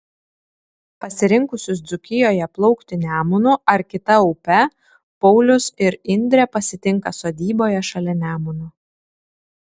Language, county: Lithuanian, Šiauliai